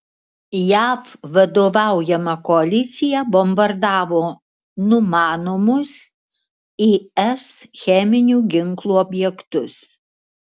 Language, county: Lithuanian, Kaunas